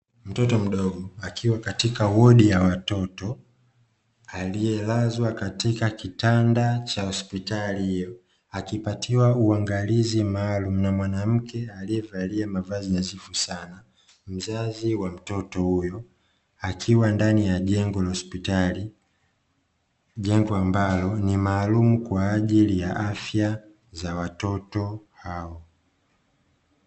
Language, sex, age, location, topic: Swahili, male, 25-35, Dar es Salaam, health